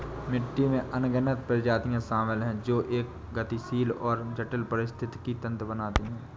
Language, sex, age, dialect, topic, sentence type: Hindi, male, 18-24, Awadhi Bundeli, agriculture, statement